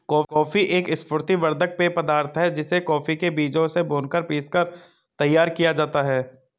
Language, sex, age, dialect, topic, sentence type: Hindi, male, 25-30, Hindustani Malvi Khadi Boli, agriculture, statement